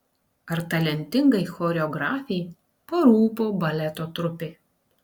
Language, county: Lithuanian, Panevėžys